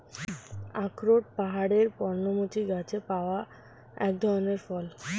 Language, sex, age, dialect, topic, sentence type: Bengali, female, 18-24, Standard Colloquial, agriculture, statement